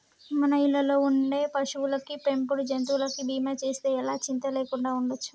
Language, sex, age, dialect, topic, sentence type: Telugu, male, 25-30, Telangana, banking, statement